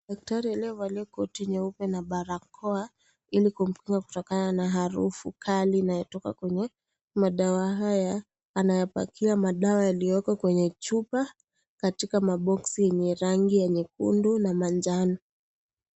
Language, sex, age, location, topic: Swahili, female, 18-24, Kisii, health